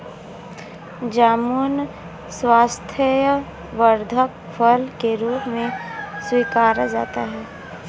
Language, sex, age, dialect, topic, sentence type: Hindi, female, 25-30, Marwari Dhudhari, agriculture, statement